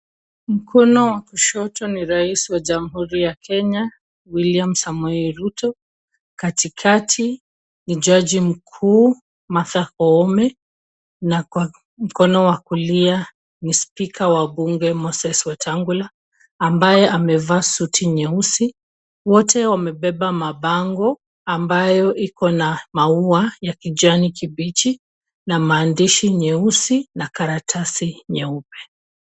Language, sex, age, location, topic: Swahili, female, 25-35, Kisumu, government